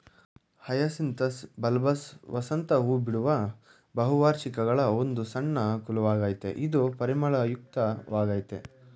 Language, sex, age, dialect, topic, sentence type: Kannada, male, 25-30, Mysore Kannada, agriculture, statement